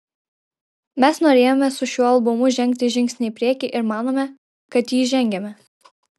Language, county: Lithuanian, Vilnius